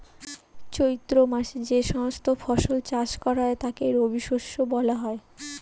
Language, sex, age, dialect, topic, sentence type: Bengali, female, 18-24, Standard Colloquial, agriculture, statement